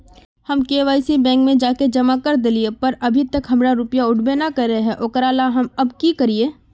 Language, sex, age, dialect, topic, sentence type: Magahi, female, 41-45, Northeastern/Surjapuri, banking, question